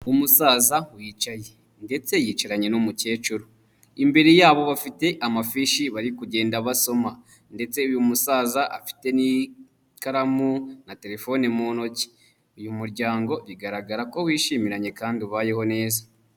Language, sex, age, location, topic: Kinyarwanda, male, 25-35, Huye, health